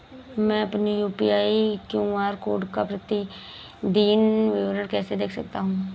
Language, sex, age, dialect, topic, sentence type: Hindi, female, 18-24, Awadhi Bundeli, banking, question